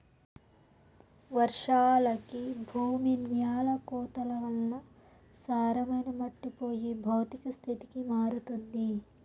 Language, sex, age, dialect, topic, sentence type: Telugu, male, 36-40, Southern, agriculture, statement